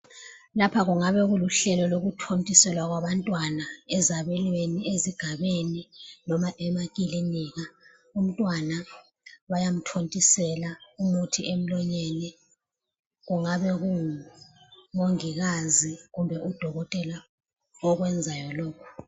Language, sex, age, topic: North Ndebele, female, 36-49, health